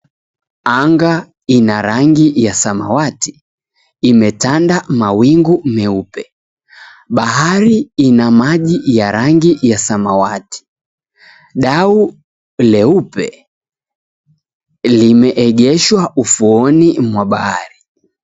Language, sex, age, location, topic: Swahili, female, 18-24, Mombasa, government